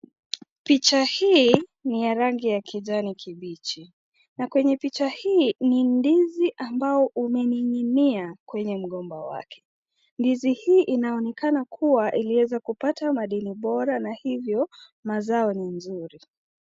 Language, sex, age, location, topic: Swahili, female, 25-35, Nakuru, agriculture